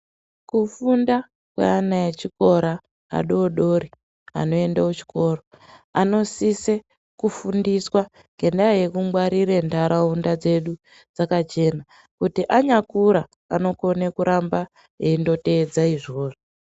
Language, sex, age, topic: Ndau, male, 18-24, education